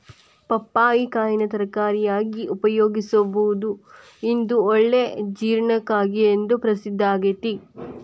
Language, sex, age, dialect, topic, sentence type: Kannada, female, 18-24, Dharwad Kannada, agriculture, statement